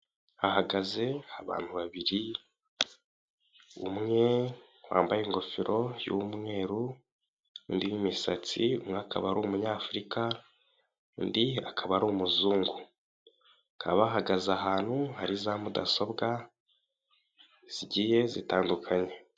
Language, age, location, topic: Kinyarwanda, 18-24, Kigali, government